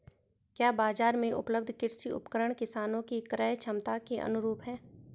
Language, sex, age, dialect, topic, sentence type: Hindi, female, 31-35, Garhwali, agriculture, statement